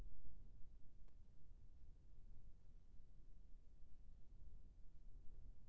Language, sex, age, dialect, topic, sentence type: Chhattisgarhi, male, 56-60, Eastern, banking, question